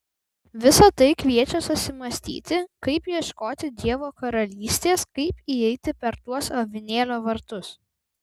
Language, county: Lithuanian, Vilnius